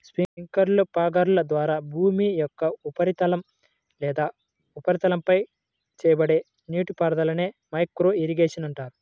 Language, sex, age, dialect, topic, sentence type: Telugu, male, 56-60, Central/Coastal, agriculture, statement